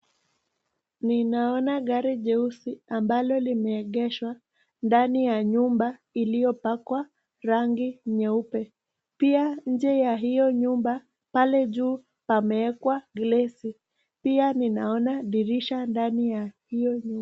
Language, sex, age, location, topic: Swahili, female, 18-24, Nakuru, finance